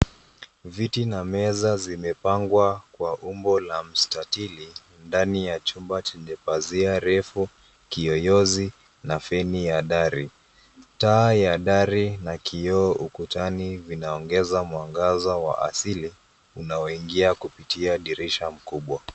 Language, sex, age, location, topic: Swahili, male, 18-24, Nairobi, education